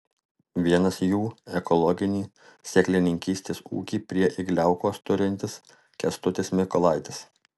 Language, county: Lithuanian, Alytus